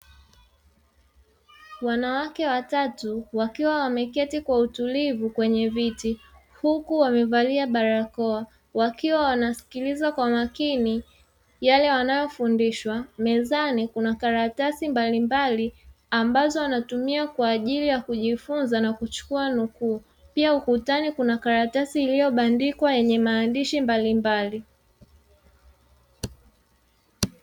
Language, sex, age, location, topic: Swahili, male, 25-35, Dar es Salaam, education